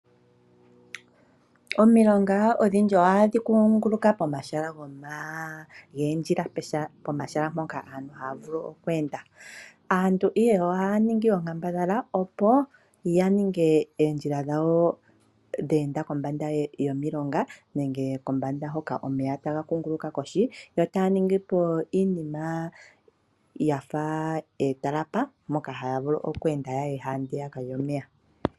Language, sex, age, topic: Oshiwambo, female, 25-35, agriculture